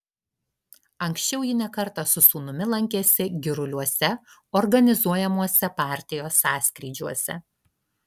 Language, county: Lithuanian, Alytus